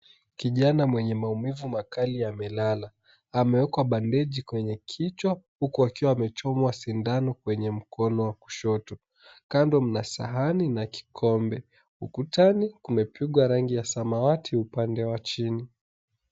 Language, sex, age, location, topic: Swahili, male, 18-24, Mombasa, health